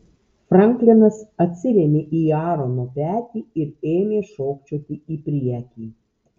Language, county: Lithuanian, Tauragė